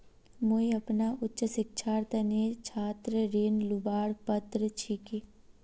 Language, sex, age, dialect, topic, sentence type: Magahi, female, 36-40, Northeastern/Surjapuri, banking, statement